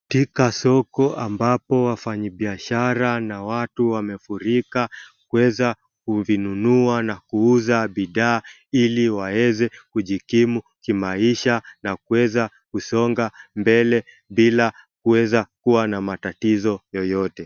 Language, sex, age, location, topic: Swahili, male, 25-35, Wajir, finance